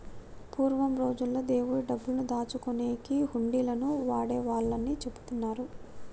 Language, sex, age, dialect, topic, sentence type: Telugu, female, 60-100, Telangana, banking, statement